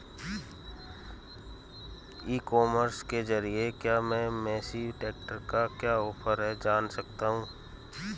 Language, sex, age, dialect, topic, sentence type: Hindi, male, 41-45, Marwari Dhudhari, agriculture, question